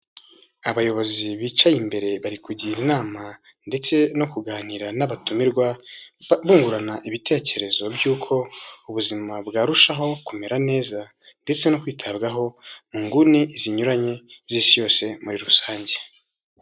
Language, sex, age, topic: Kinyarwanda, male, 18-24, health